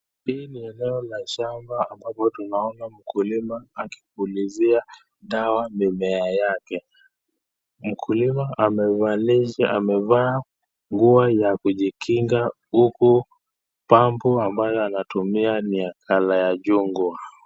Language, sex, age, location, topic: Swahili, male, 25-35, Nakuru, health